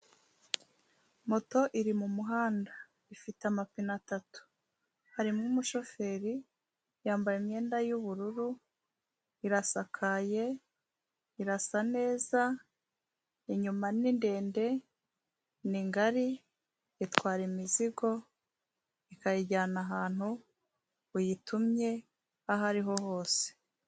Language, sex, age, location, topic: Kinyarwanda, female, 36-49, Kigali, government